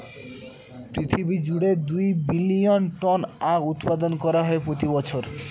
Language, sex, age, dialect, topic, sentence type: Bengali, male, 18-24, Northern/Varendri, agriculture, statement